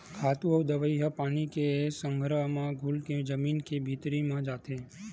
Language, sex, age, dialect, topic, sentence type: Chhattisgarhi, male, 18-24, Western/Budati/Khatahi, agriculture, statement